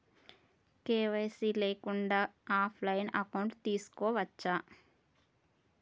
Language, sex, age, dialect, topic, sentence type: Telugu, female, 41-45, Telangana, banking, question